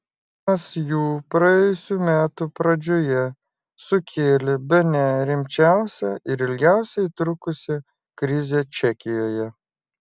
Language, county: Lithuanian, Klaipėda